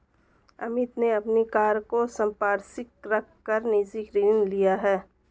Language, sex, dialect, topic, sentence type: Hindi, female, Marwari Dhudhari, banking, statement